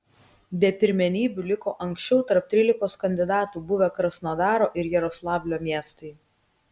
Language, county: Lithuanian, Kaunas